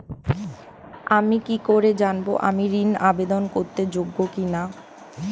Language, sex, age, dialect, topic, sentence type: Bengali, female, 18-24, Standard Colloquial, banking, statement